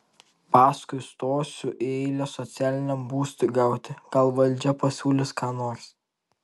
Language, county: Lithuanian, Tauragė